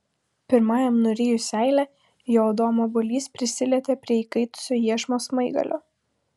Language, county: Lithuanian, Utena